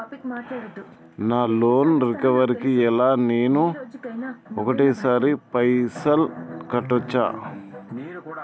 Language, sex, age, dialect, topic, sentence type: Telugu, male, 31-35, Telangana, banking, question